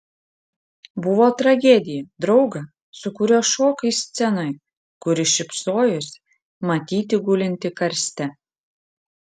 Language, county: Lithuanian, Panevėžys